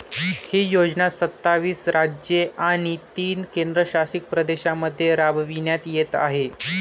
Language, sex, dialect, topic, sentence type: Marathi, male, Varhadi, banking, statement